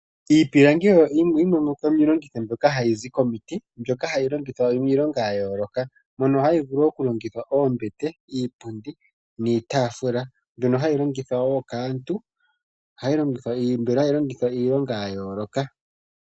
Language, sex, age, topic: Oshiwambo, male, 25-35, finance